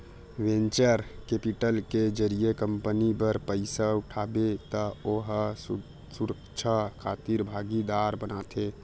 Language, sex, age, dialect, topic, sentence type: Chhattisgarhi, male, 25-30, Western/Budati/Khatahi, banking, statement